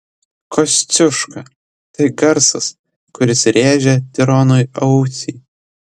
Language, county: Lithuanian, Telšiai